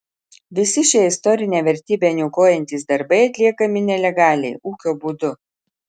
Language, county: Lithuanian, Marijampolė